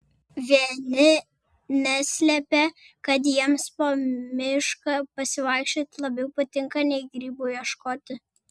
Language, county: Lithuanian, Vilnius